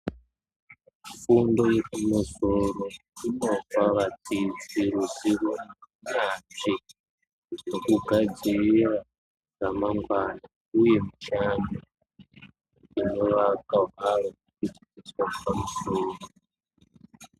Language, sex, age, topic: Ndau, male, 25-35, education